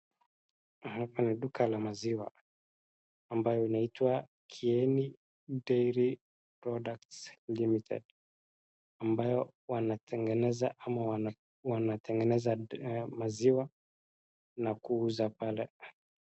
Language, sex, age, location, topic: Swahili, male, 25-35, Wajir, finance